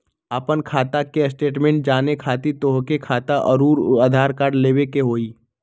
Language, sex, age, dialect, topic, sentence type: Magahi, male, 18-24, Western, banking, question